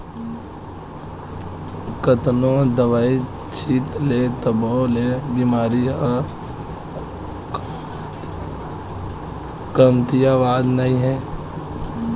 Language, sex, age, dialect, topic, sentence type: Chhattisgarhi, male, 25-30, Western/Budati/Khatahi, agriculture, statement